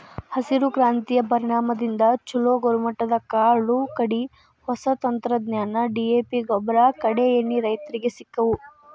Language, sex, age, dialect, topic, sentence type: Kannada, female, 18-24, Dharwad Kannada, agriculture, statement